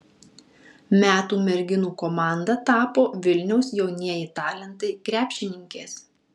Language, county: Lithuanian, Marijampolė